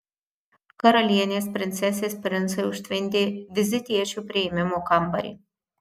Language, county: Lithuanian, Marijampolė